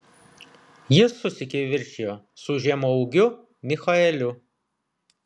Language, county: Lithuanian, Vilnius